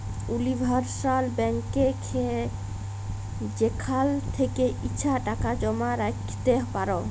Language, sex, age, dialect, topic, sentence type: Bengali, female, 25-30, Jharkhandi, banking, statement